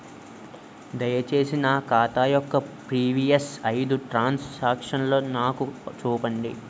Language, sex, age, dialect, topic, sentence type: Telugu, male, 18-24, Utterandhra, banking, statement